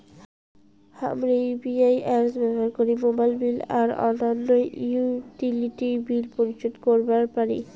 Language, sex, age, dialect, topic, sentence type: Bengali, female, 18-24, Rajbangshi, banking, statement